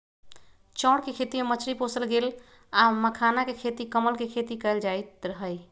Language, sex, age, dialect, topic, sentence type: Magahi, female, 36-40, Western, agriculture, statement